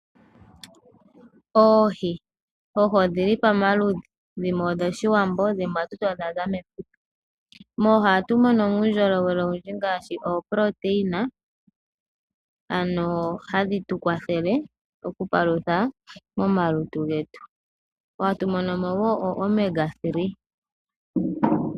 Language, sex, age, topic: Oshiwambo, female, 18-24, agriculture